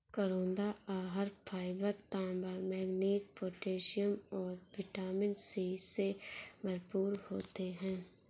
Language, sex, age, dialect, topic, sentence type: Hindi, female, 46-50, Awadhi Bundeli, agriculture, statement